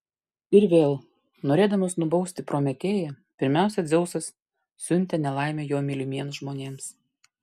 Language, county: Lithuanian, Klaipėda